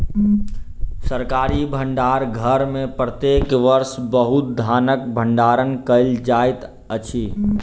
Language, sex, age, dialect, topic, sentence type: Maithili, male, 25-30, Southern/Standard, agriculture, statement